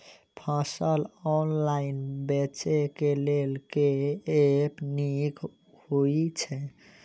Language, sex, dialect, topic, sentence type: Maithili, male, Southern/Standard, agriculture, question